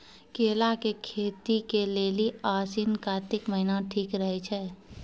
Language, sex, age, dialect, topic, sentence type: Maithili, female, 31-35, Angika, agriculture, question